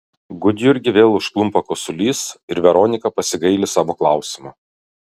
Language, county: Lithuanian, Kaunas